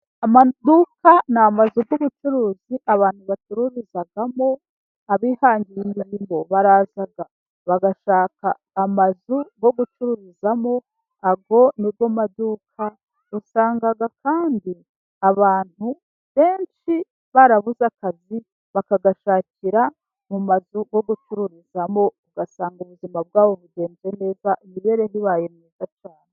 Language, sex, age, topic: Kinyarwanda, female, 36-49, finance